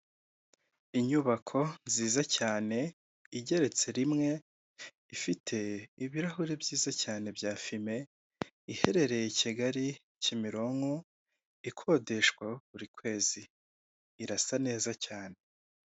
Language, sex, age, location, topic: Kinyarwanda, male, 18-24, Kigali, finance